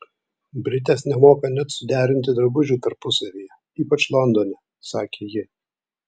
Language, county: Lithuanian, Vilnius